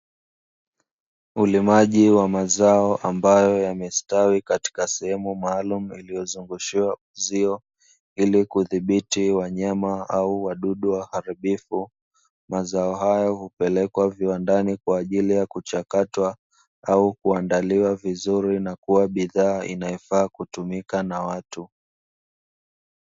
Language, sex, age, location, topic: Swahili, male, 25-35, Dar es Salaam, agriculture